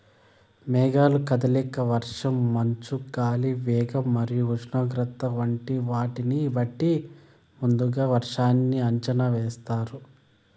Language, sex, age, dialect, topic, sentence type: Telugu, male, 25-30, Southern, agriculture, statement